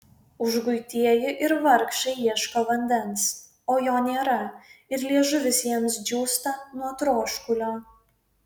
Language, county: Lithuanian, Vilnius